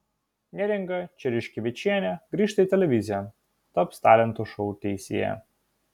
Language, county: Lithuanian, Vilnius